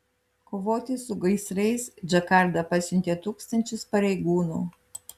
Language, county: Lithuanian, Alytus